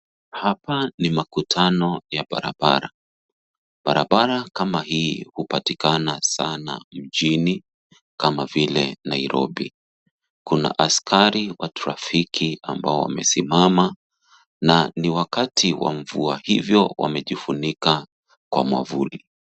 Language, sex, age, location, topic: Swahili, male, 36-49, Nairobi, government